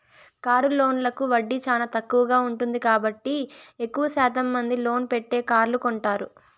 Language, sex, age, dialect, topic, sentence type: Telugu, female, 25-30, Southern, banking, statement